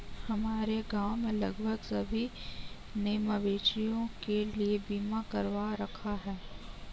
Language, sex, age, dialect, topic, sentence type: Hindi, female, 18-24, Kanauji Braj Bhasha, banking, statement